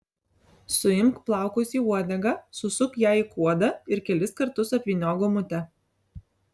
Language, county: Lithuanian, Alytus